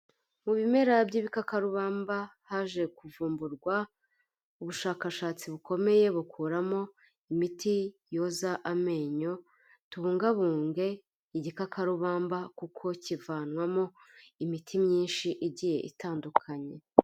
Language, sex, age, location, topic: Kinyarwanda, female, 25-35, Kigali, health